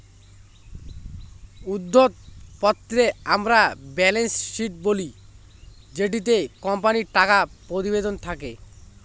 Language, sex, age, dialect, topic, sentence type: Bengali, male, <18, Northern/Varendri, banking, statement